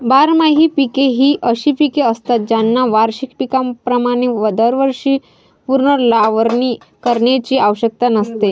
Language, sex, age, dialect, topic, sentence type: Marathi, female, 25-30, Varhadi, agriculture, statement